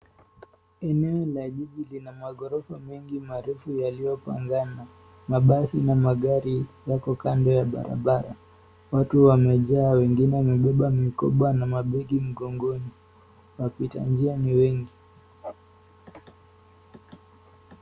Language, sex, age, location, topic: Swahili, male, 18-24, Nairobi, government